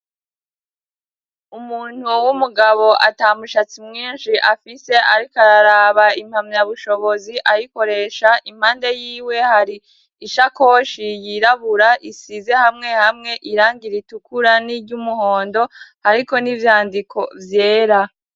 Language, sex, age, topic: Rundi, female, 18-24, education